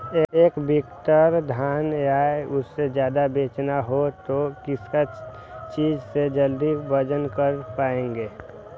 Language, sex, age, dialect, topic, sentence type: Magahi, male, 18-24, Western, agriculture, question